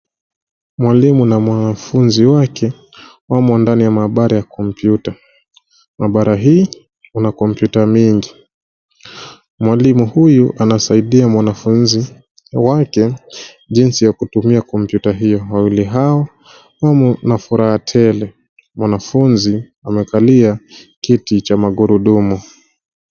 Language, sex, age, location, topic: Swahili, male, 25-35, Nairobi, education